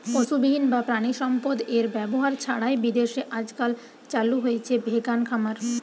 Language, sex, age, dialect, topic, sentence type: Bengali, female, 18-24, Western, agriculture, statement